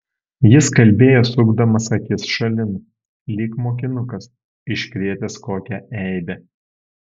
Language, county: Lithuanian, Alytus